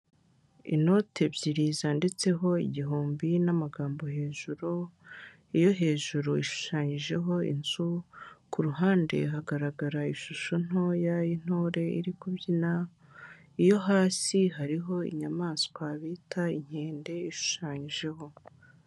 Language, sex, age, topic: Kinyarwanda, male, 18-24, finance